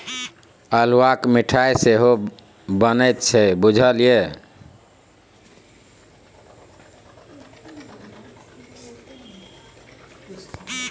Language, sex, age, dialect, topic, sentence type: Maithili, male, 46-50, Bajjika, agriculture, statement